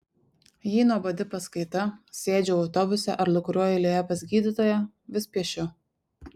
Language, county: Lithuanian, Šiauliai